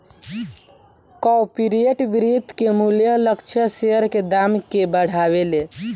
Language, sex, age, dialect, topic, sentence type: Bhojpuri, male, <18, Southern / Standard, banking, statement